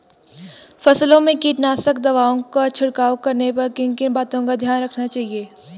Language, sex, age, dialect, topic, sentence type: Hindi, female, 18-24, Garhwali, agriculture, question